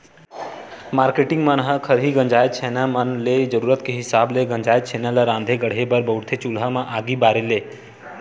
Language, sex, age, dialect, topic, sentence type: Chhattisgarhi, male, 25-30, Western/Budati/Khatahi, agriculture, statement